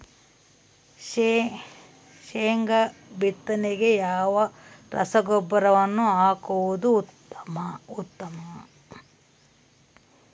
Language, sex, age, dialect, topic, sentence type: Kannada, female, 51-55, Central, agriculture, question